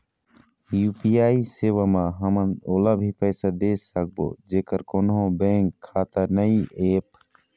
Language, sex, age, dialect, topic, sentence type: Chhattisgarhi, male, 25-30, Eastern, banking, question